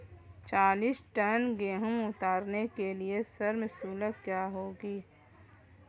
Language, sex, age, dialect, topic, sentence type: Hindi, female, 25-30, Marwari Dhudhari, agriculture, question